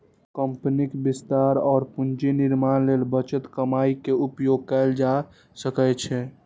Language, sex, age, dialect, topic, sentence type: Maithili, male, 18-24, Eastern / Thethi, banking, statement